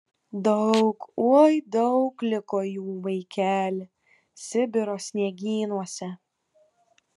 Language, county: Lithuanian, Kaunas